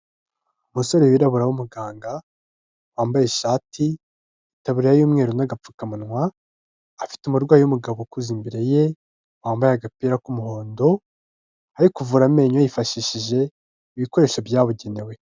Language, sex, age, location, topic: Kinyarwanda, male, 25-35, Kigali, health